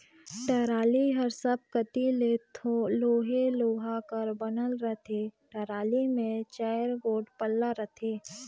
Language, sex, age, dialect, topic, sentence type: Chhattisgarhi, female, 18-24, Northern/Bhandar, agriculture, statement